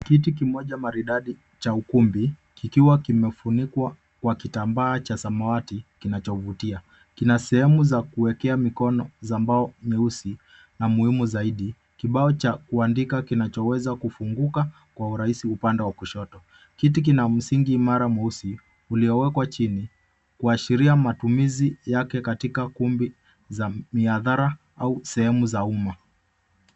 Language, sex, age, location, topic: Swahili, male, 25-35, Nairobi, education